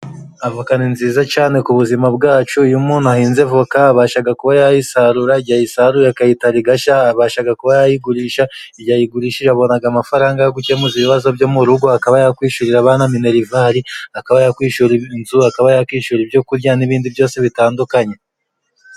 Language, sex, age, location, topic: Kinyarwanda, male, 25-35, Musanze, agriculture